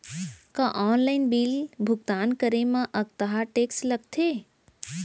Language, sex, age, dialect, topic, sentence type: Chhattisgarhi, female, 18-24, Central, banking, question